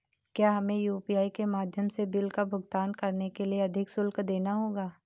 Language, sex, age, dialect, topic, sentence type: Hindi, female, 18-24, Awadhi Bundeli, banking, question